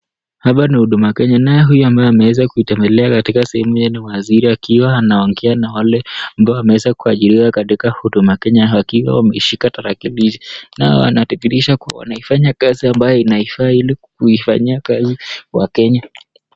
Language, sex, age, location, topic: Swahili, male, 25-35, Nakuru, government